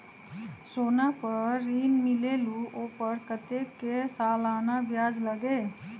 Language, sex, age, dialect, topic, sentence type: Magahi, female, 31-35, Western, banking, question